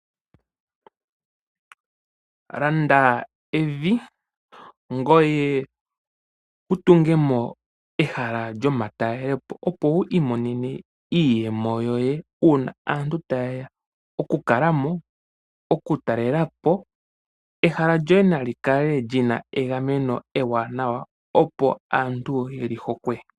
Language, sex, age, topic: Oshiwambo, male, 25-35, agriculture